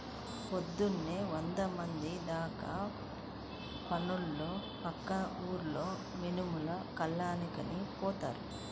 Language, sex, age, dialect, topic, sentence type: Telugu, female, 46-50, Central/Coastal, agriculture, statement